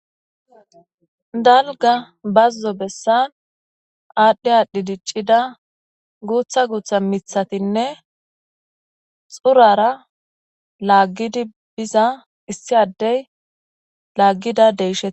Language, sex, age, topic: Gamo, female, 25-35, agriculture